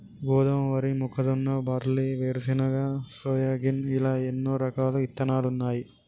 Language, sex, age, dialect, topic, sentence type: Telugu, male, 18-24, Telangana, agriculture, statement